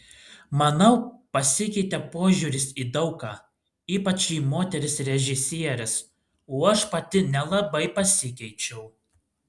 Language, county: Lithuanian, Klaipėda